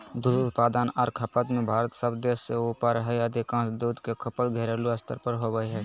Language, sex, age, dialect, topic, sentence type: Magahi, male, 25-30, Southern, agriculture, statement